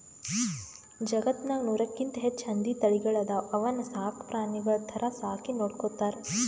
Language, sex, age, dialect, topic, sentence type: Kannada, female, 18-24, Northeastern, agriculture, statement